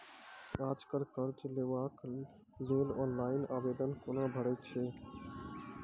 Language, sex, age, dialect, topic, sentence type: Maithili, male, 18-24, Angika, banking, question